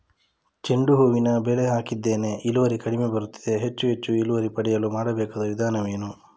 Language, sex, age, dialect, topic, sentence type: Kannada, male, 25-30, Coastal/Dakshin, agriculture, question